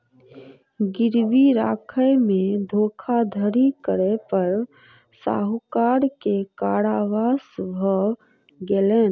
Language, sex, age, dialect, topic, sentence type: Maithili, female, 36-40, Southern/Standard, banking, statement